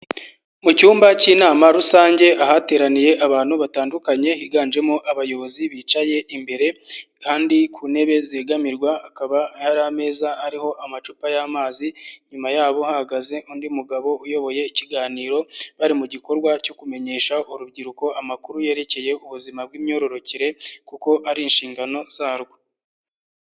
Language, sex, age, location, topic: Kinyarwanda, male, 25-35, Nyagatare, health